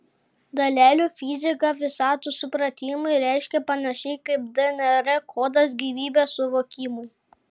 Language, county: Lithuanian, Panevėžys